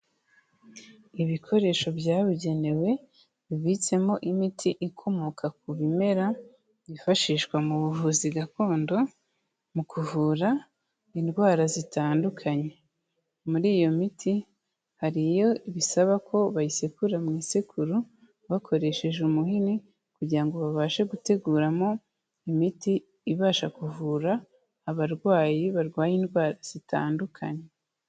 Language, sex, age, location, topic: Kinyarwanda, female, 25-35, Kigali, health